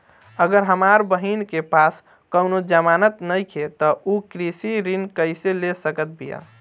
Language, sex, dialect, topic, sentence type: Bhojpuri, male, Southern / Standard, agriculture, statement